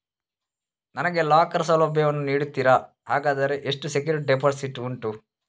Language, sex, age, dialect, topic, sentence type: Kannada, male, 36-40, Coastal/Dakshin, banking, question